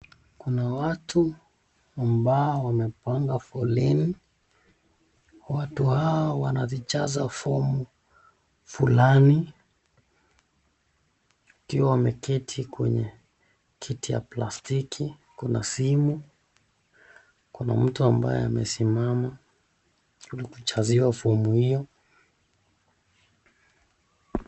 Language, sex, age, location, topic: Swahili, male, 25-35, Nakuru, government